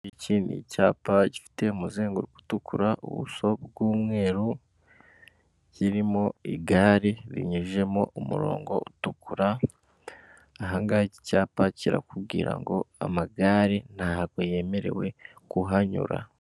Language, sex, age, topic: Kinyarwanda, female, 18-24, government